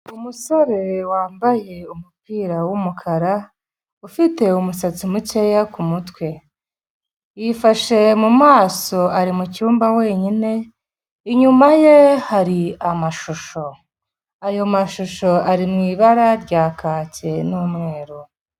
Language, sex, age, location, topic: Kinyarwanda, female, 25-35, Kigali, health